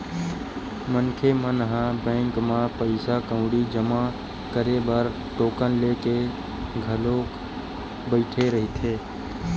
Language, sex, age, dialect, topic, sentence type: Chhattisgarhi, male, 18-24, Western/Budati/Khatahi, banking, statement